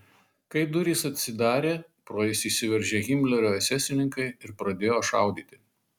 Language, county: Lithuanian, Marijampolė